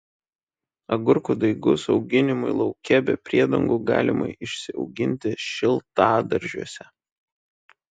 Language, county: Lithuanian, Šiauliai